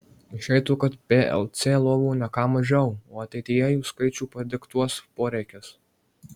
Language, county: Lithuanian, Marijampolė